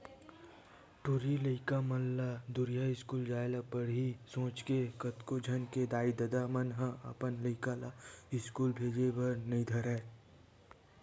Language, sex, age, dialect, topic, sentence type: Chhattisgarhi, male, 18-24, Western/Budati/Khatahi, banking, statement